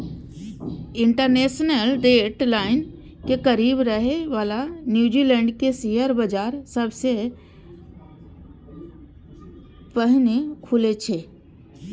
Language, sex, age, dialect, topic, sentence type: Maithili, female, 31-35, Eastern / Thethi, banking, statement